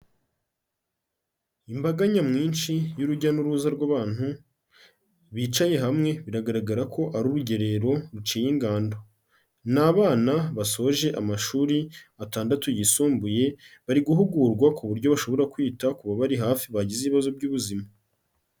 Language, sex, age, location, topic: Kinyarwanda, male, 36-49, Kigali, health